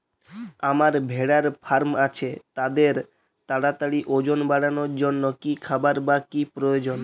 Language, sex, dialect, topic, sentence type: Bengali, male, Jharkhandi, agriculture, question